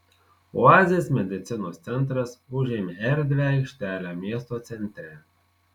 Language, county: Lithuanian, Marijampolė